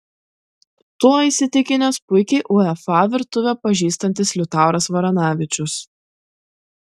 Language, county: Lithuanian, Klaipėda